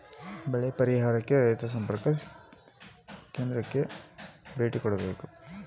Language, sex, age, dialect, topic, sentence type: Kannada, male, 36-40, Central, agriculture, question